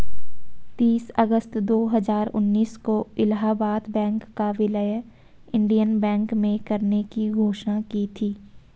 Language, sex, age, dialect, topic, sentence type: Hindi, female, 56-60, Marwari Dhudhari, banking, statement